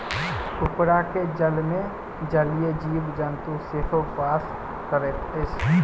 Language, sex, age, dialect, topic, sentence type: Maithili, male, 18-24, Southern/Standard, agriculture, statement